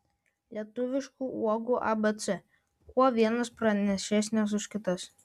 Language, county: Lithuanian, Vilnius